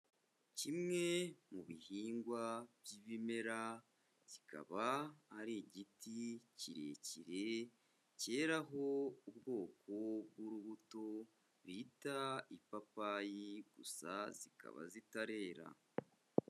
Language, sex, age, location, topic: Kinyarwanda, male, 25-35, Kigali, agriculture